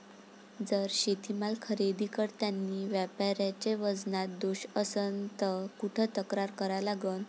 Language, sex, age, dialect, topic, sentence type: Marathi, female, 46-50, Varhadi, agriculture, question